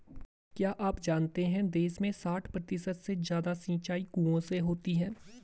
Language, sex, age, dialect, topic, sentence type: Hindi, male, 18-24, Garhwali, agriculture, statement